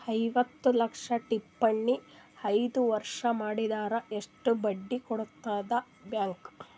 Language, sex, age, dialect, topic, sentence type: Kannada, female, 31-35, Northeastern, banking, question